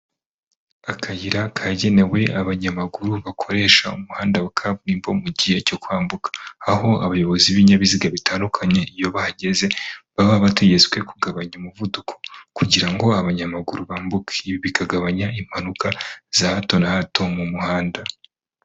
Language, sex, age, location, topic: Kinyarwanda, female, 25-35, Kigali, government